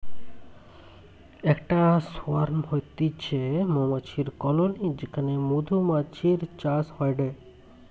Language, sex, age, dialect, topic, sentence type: Bengali, male, 25-30, Western, agriculture, statement